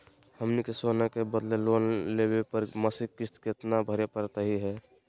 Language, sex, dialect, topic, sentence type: Magahi, male, Southern, banking, question